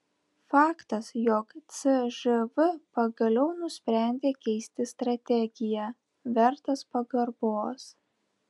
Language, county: Lithuanian, Telšiai